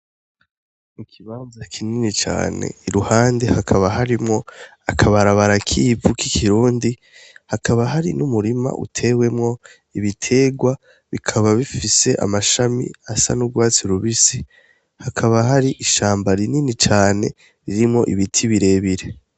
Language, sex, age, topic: Rundi, male, 18-24, agriculture